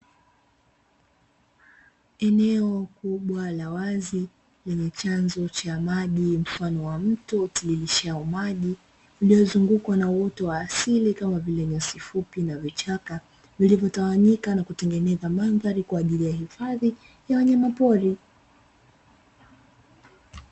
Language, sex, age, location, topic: Swahili, female, 25-35, Dar es Salaam, agriculture